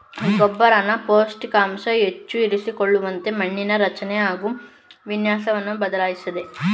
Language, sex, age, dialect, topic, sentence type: Kannada, male, 25-30, Mysore Kannada, agriculture, statement